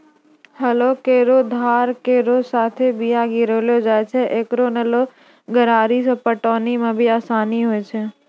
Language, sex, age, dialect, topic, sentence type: Maithili, female, 25-30, Angika, agriculture, statement